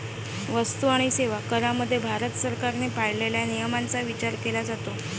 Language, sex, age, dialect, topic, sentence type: Marathi, female, 25-30, Varhadi, banking, statement